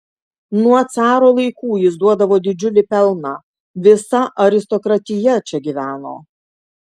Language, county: Lithuanian, Kaunas